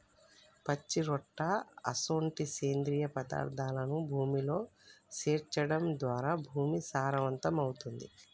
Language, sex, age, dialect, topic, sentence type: Telugu, female, 36-40, Telangana, agriculture, statement